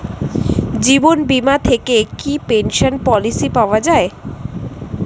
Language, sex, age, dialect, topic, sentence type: Bengali, female, 18-24, Standard Colloquial, banking, question